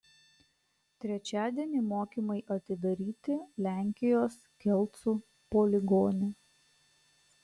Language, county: Lithuanian, Klaipėda